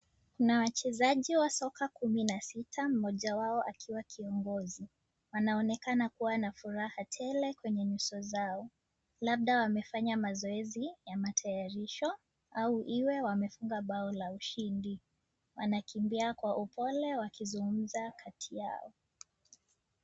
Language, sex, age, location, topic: Swahili, female, 18-24, Nakuru, government